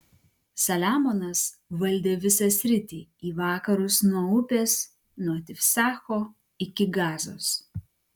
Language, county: Lithuanian, Klaipėda